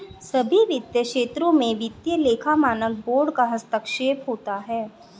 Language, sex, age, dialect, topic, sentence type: Hindi, female, 36-40, Hindustani Malvi Khadi Boli, banking, statement